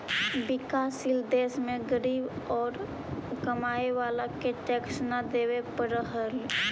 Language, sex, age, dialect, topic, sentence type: Magahi, male, 31-35, Central/Standard, banking, statement